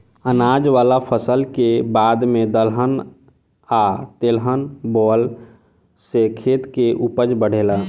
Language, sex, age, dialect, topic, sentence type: Bhojpuri, male, 18-24, Southern / Standard, agriculture, statement